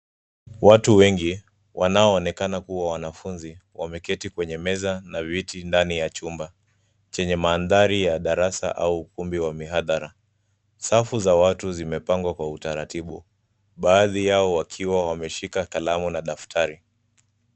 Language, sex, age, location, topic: Swahili, male, 25-35, Nairobi, education